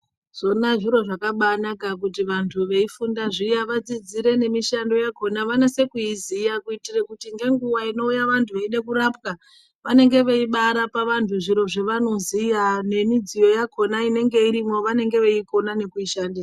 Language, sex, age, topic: Ndau, male, 36-49, health